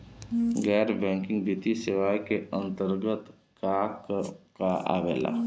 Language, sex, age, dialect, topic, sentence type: Bhojpuri, male, 36-40, Northern, banking, question